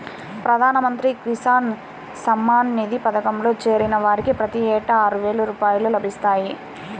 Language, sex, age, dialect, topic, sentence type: Telugu, female, 18-24, Central/Coastal, agriculture, statement